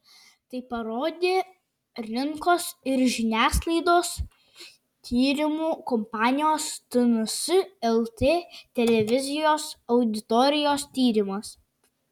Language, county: Lithuanian, Kaunas